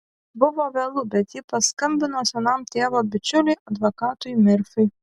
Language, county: Lithuanian, Šiauliai